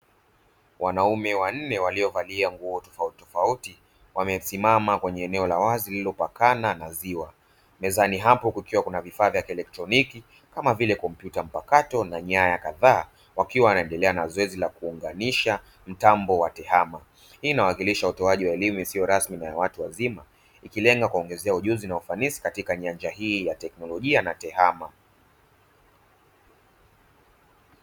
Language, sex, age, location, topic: Swahili, male, 25-35, Dar es Salaam, education